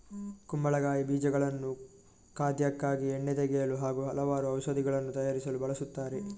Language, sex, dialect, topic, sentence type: Kannada, male, Coastal/Dakshin, agriculture, statement